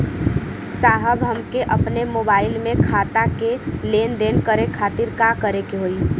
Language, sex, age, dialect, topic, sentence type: Bhojpuri, female, 18-24, Western, banking, question